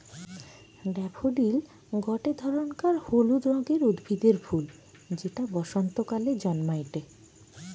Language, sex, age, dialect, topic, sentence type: Bengali, female, 25-30, Western, agriculture, statement